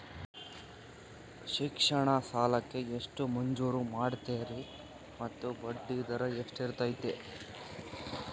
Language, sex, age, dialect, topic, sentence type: Kannada, male, 51-55, Central, banking, question